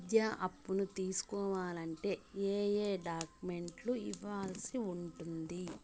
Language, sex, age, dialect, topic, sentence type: Telugu, female, 31-35, Southern, banking, question